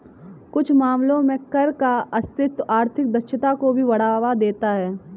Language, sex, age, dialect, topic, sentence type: Hindi, female, 18-24, Kanauji Braj Bhasha, banking, statement